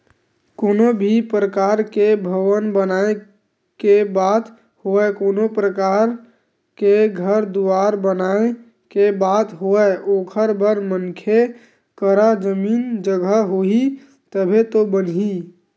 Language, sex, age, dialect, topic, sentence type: Chhattisgarhi, male, 18-24, Western/Budati/Khatahi, banking, statement